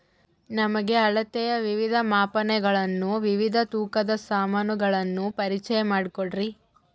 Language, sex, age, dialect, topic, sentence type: Kannada, female, 18-24, Central, agriculture, question